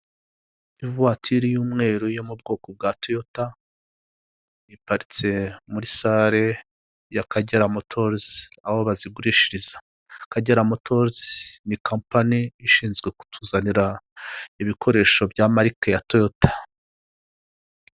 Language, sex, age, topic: Kinyarwanda, male, 50+, finance